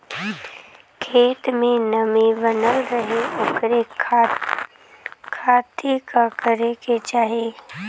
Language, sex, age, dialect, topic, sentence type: Bhojpuri, female, <18, Western, agriculture, question